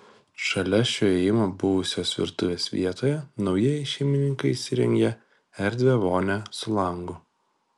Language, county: Lithuanian, Kaunas